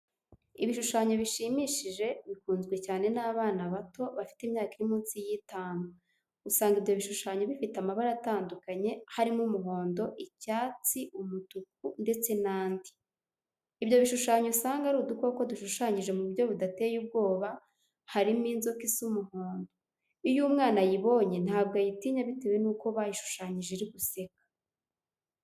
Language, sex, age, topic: Kinyarwanda, female, 18-24, education